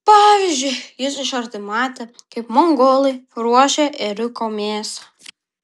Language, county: Lithuanian, Vilnius